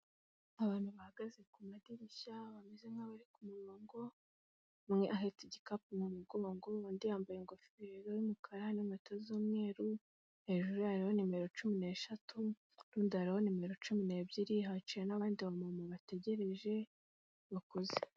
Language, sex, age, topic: Kinyarwanda, female, 18-24, government